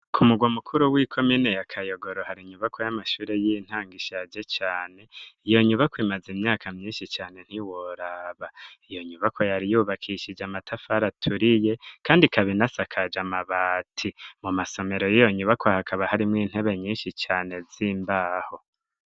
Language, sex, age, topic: Rundi, male, 25-35, education